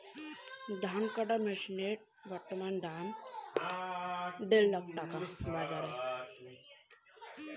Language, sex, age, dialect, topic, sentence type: Bengali, female, 18-24, Rajbangshi, agriculture, question